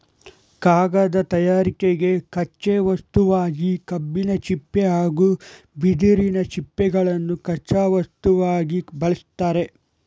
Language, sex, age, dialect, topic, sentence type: Kannada, male, 18-24, Mysore Kannada, agriculture, statement